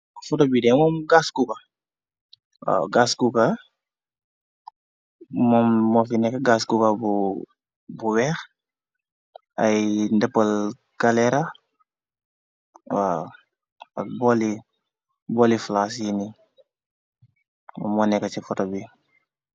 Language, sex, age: Wolof, male, 25-35